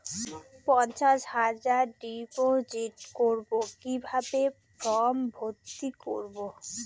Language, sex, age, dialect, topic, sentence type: Bengali, female, 18-24, Rajbangshi, banking, question